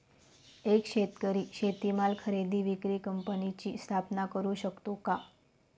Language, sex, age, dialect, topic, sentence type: Marathi, female, 25-30, Northern Konkan, agriculture, question